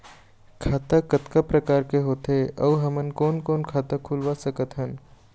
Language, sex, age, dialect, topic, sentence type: Chhattisgarhi, male, 18-24, Eastern, banking, question